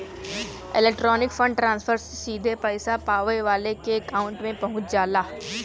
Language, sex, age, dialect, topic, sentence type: Bhojpuri, female, 18-24, Western, banking, statement